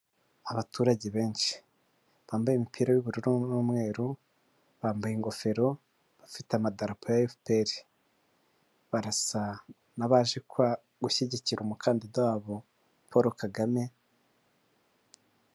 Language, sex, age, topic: Kinyarwanda, male, 25-35, government